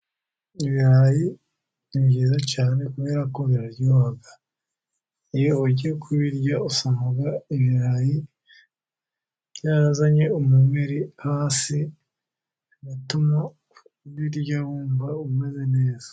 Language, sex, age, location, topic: Kinyarwanda, male, 25-35, Musanze, agriculture